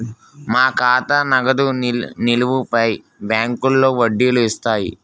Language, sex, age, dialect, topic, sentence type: Telugu, male, 18-24, Utterandhra, banking, statement